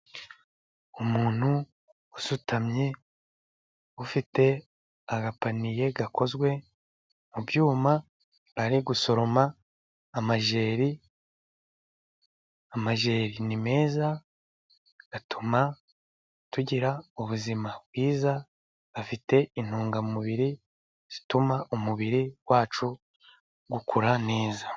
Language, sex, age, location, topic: Kinyarwanda, male, 36-49, Musanze, agriculture